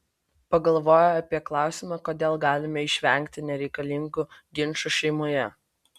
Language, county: Lithuanian, Vilnius